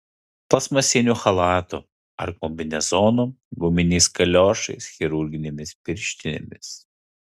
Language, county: Lithuanian, Kaunas